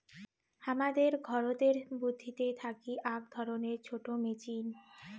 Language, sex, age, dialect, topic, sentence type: Bengali, female, 18-24, Rajbangshi, agriculture, statement